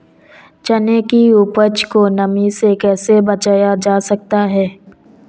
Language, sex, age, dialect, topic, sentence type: Hindi, female, 18-24, Marwari Dhudhari, agriculture, question